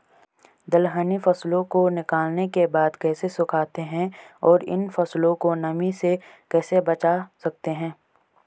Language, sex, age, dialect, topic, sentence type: Hindi, male, 18-24, Garhwali, agriculture, question